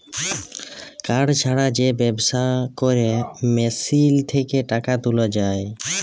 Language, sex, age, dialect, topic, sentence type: Bengali, male, 18-24, Jharkhandi, banking, statement